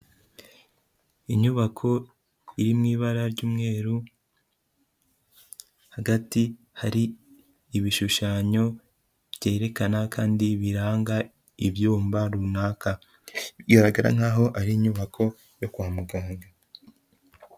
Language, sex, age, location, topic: Kinyarwanda, female, 25-35, Huye, health